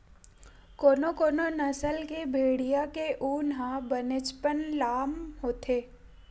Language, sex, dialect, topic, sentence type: Chhattisgarhi, female, Western/Budati/Khatahi, agriculture, statement